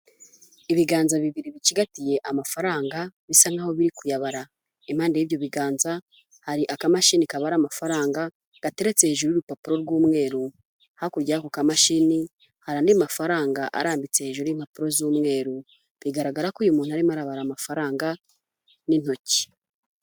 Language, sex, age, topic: Kinyarwanda, female, 18-24, finance